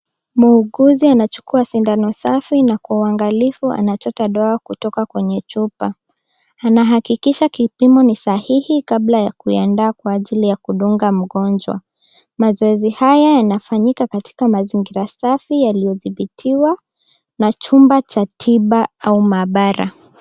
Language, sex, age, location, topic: Swahili, female, 18-24, Nairobi, health